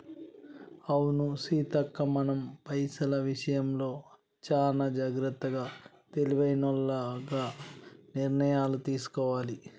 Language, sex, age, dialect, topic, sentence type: Telugu, male, 36-40, Telangana, banking, statement